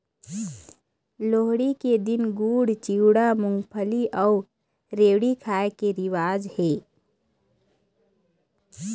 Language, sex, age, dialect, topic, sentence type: Chhattisgarhi, female, 25-30, Eastern, agriculture, statement